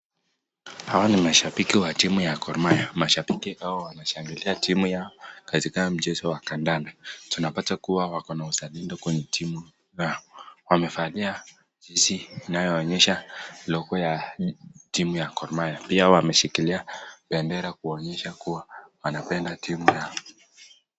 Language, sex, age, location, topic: Swahili, male, 18-24, Nakuru, government